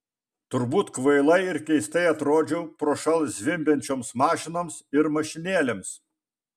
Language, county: Lithuanian, Vilnius